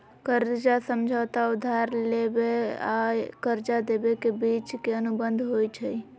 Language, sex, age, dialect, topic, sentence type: Magahi, female, 56-60, Western, banking, statement